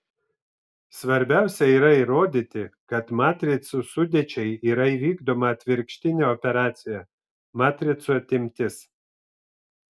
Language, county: Lithuanian, Vilnius